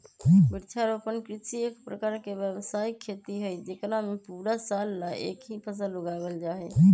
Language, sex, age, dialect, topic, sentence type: Magahi, female, 25-30, Western, agriculture, statement